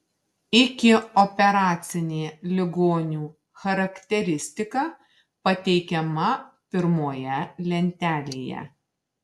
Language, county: Lithuanian, Marijampolė